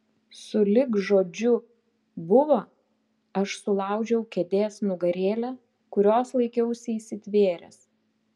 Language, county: Lithuanian, Klaipėda